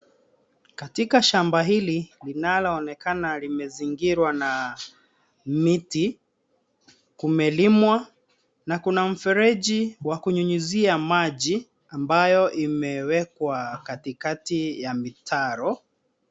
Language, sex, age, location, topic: Swahili, male, 36-49, Nairobi, agriculture